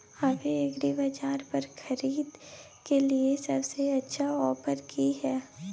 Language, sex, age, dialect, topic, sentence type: Maithili, female, 41-45, Bajjika, agriculture, question